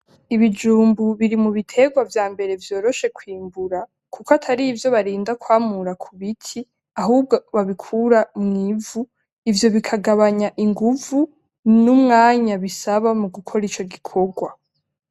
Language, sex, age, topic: Rundi, female, 18-24, agriculture